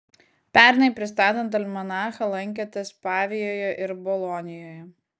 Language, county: Lithuanian, Vilnius